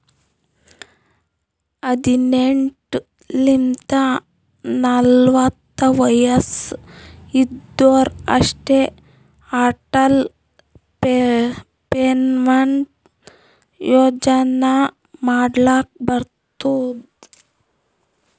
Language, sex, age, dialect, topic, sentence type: Kannada, female, 31-35, Northeastern, banking, statement